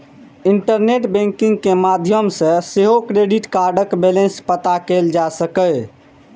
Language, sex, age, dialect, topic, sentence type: Maithili, male, 18-24, Eastern / Thethi, banking, statement